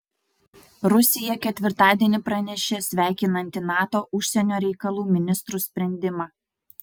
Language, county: Lithuanian, Utena